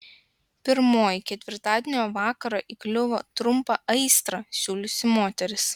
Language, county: Lithuanian, Klaipėda